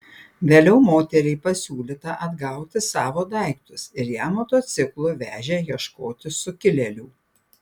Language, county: Lithuanian, Panevėžys